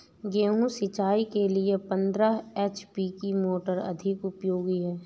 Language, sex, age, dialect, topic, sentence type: Hindi, female, 31-35, Awadhi Bundeli, agriculture, question